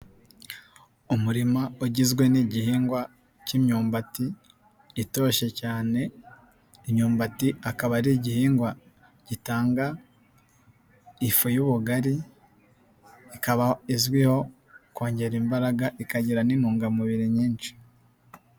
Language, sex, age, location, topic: Kinyarwanda, male, 18-24, Nyagatare, agriculture